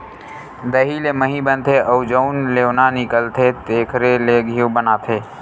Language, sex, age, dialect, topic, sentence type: Chhattisgarhi, male, 18-24, Western/Budati/Khatahi, agriculture, statement